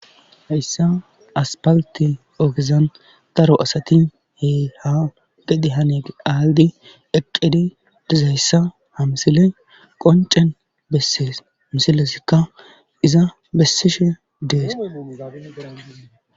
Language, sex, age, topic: Gamo, male, 18-24, government